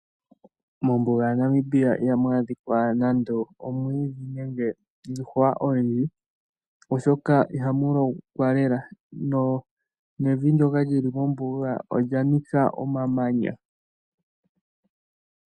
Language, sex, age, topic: Oshiwambo, male, 18-24, agriculture